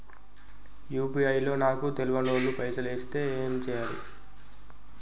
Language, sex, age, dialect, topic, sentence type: Telugu, male, 18-24, Telangana, banking, question